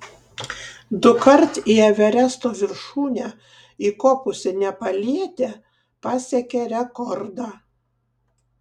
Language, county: Lithuanian, Kaunas